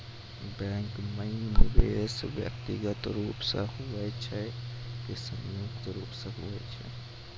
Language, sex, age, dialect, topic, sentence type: Maithili, male, 18-24, Angika, banking, question